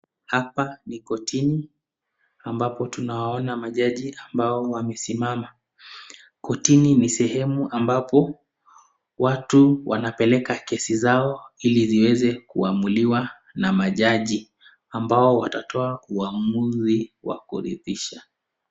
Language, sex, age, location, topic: Swahili, male, 25-35, Nakuru, government